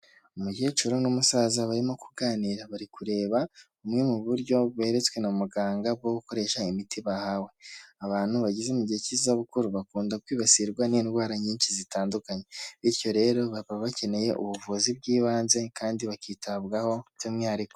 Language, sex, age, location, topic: Kinyarwanda, male, 18-24, Huye, health